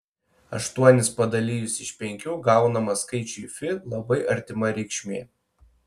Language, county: Lithuanian, Panevėžys